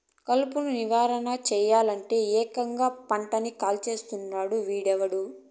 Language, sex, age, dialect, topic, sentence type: Telugu, female, 41-45, Southern, agriculture, statement